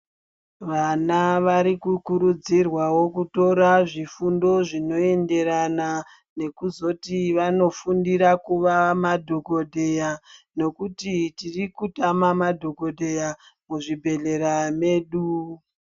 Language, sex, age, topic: Ndau, female, 36-49, health